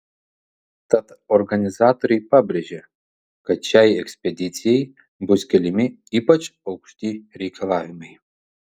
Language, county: Lithuanian, Vilnius